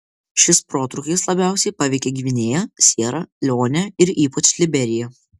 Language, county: Lithuanian, Vilnius